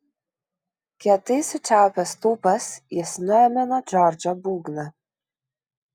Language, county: Lithuanian, Kaunas